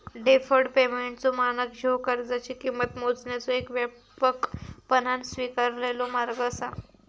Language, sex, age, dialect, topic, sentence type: Marathi, female, 31-35, Southern Konkan, banking, statement